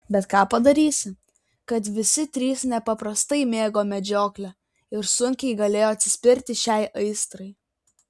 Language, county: Lithuanian, Vilnius